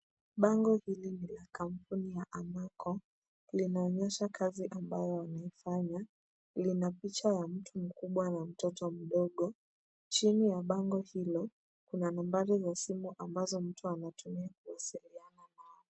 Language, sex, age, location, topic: Swahili, female, 18-24, Kisumu, finance